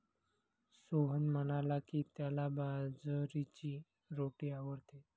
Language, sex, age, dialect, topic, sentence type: Marathi, male, 31-35, Standard Marathi, agriculture, statement